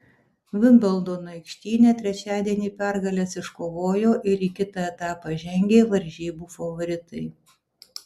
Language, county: Lithuanian, Alytus